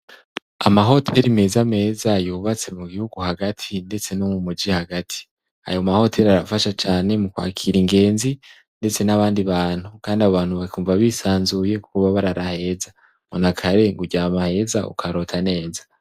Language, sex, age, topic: Rundi, male, 18-24, education